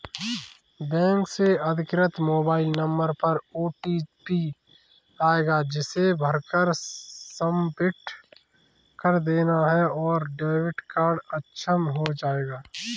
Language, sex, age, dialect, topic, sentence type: Hindi, male, 25-30, Kanauji Braj Bhasha, banking, statement